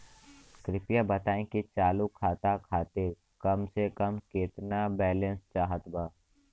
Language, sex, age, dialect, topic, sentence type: Bhojpuri, male, 18-24, Western, banking, statement